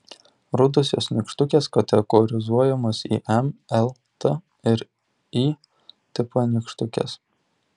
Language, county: Lithuanian, Tauragė